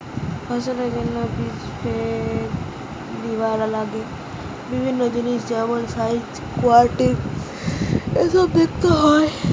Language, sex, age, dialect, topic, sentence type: Bengali, female, 18-24, Western, agriculture, statement